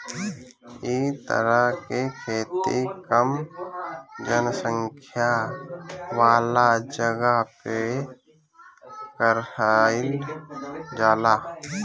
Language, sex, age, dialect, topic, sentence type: Bhojpuri, male, 25-30, Northern, agriculture, statement